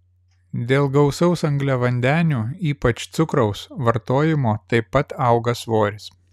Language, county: Lithuanian, Vilnius